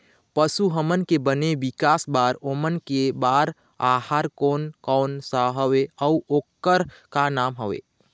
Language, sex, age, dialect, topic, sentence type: Chhattisgarhi, male, 25-30, Eastern, agriculture, question